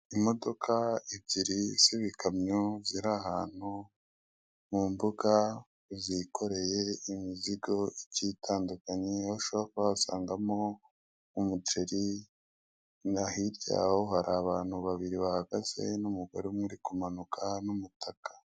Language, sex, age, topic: Kinyarwanda, male, 25-35, government